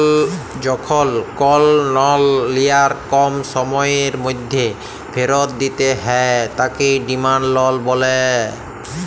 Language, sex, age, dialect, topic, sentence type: Bengali, male, 31-35, Jharkhandi, banking, statement